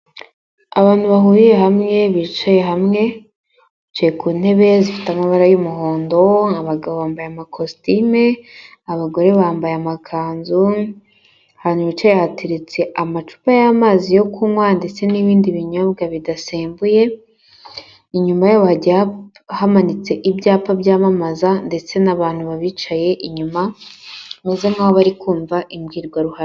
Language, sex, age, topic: Kinyarwanda, female, 18-24, government